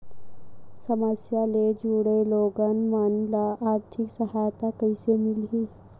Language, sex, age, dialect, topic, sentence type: Chhattisgarhi, female, 18-24, Western/Budati/Khatahi, banking, question